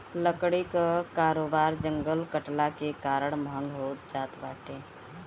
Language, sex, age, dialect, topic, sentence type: Bhojpuri, female, 18-24, Northern, agriculture, statement